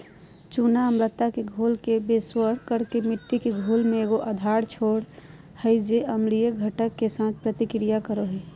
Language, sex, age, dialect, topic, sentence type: Magahi, female, 31-35, Southern, agriculture, statement